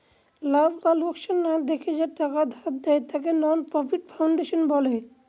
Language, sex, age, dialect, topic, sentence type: Bengali, male, 46-50, Northern/Varendri, banking, statement